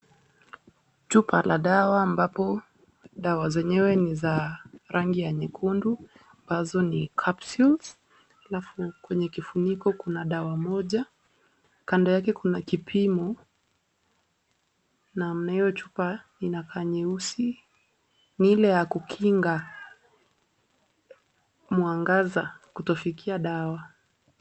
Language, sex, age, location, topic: Swahili, female, 18-24, Kisumu, health